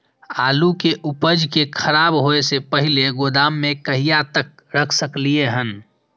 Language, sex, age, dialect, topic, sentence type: Maithili, female, 36-40, Eastern / Thethi, agriculture, question